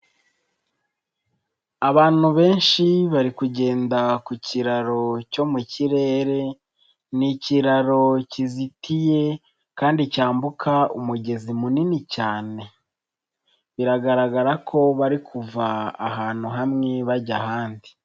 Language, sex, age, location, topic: Kinyarwanda, male, 25-35, Nyagatare, government